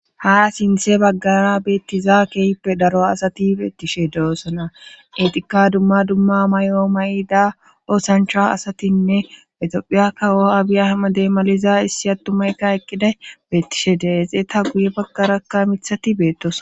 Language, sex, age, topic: Gamo, female, 18-24, government